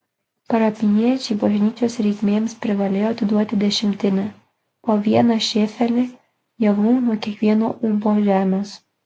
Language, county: Lithuanian, Kaunas